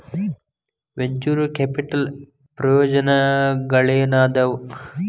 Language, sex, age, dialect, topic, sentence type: Kannada, male, 18-24, Dharwad Kannada, banking, statement